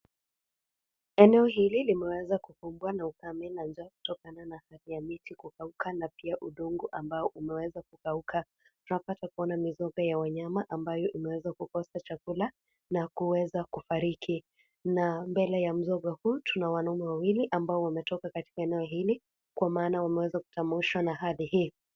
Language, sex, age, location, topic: Swahili, female, 25-35, Kisii, health